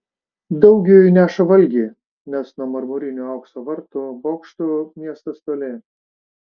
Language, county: Lithuanian, Šiauliai